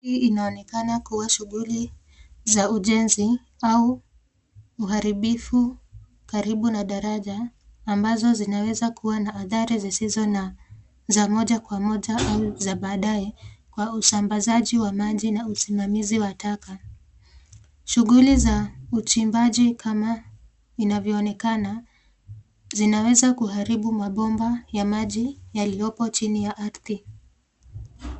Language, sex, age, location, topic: Swahili, female, 18-24, Nairobi, government